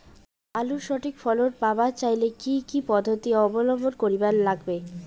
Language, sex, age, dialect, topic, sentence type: Bengali, female, 18-24, Rajbangshi, agriculture, question